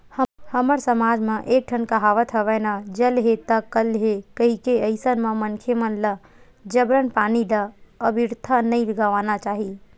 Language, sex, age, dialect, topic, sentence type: Chhattisgarhi, female, 18-24, Western/Budati/Khatahi, agriculture, statement